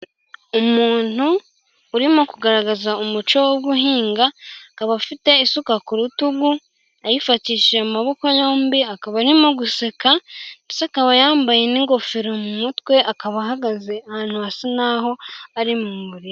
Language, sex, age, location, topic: Kinyarwanda, female, 18-24, Gakenke, government